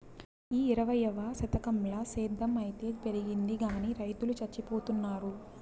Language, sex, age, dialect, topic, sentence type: Telugu, female, 18-24, Southern, agriculture, statement